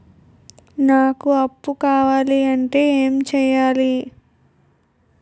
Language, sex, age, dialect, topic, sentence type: Telugu, female, 18-24, Utterandhra, banking, question